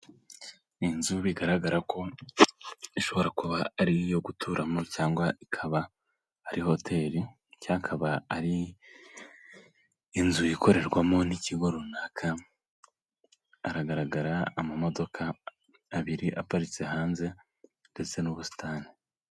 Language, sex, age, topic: Kinyarwanda, male, 18-24, finance